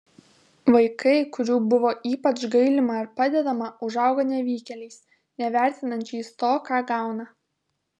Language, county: Lithuanian, Kaunas